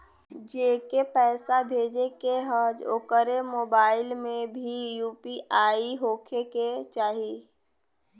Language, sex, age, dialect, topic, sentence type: Bhojpuri, female, 18-24, Western, banking, question